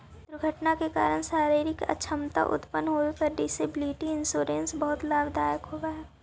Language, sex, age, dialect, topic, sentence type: Magahi, female, 18-24, Central/Standard, banking, statement